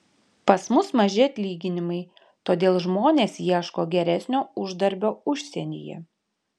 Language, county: Lithuanian, Panevėžys